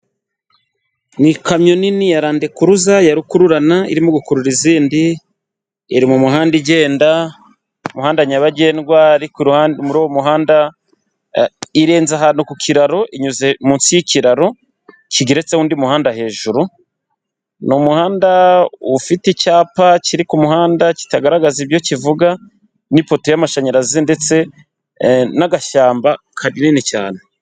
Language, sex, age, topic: Kinyarwanda, male, 25-35, government